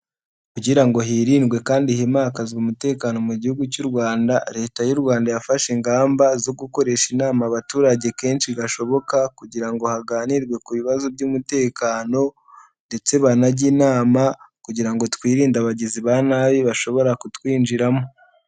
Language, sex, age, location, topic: Kinyarwanda, male, 18-24, Nyagatare, government